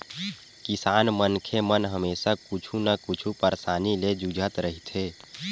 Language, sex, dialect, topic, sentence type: Chhattisgarhi, male, Western/Budati/Khatahi, agriculture, statement